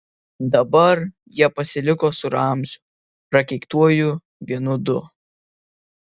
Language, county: Lithuanian, Vilnius